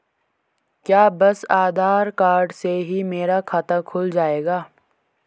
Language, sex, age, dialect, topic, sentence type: Hindi, male, 18-24, Hindustani Malvi Khadi Boli, banking, question